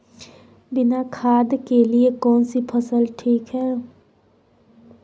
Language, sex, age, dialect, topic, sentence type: Magahi, female, 25-30, Southern, agriculture, question